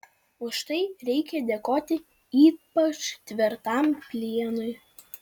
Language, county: Lithuanian, Vilnius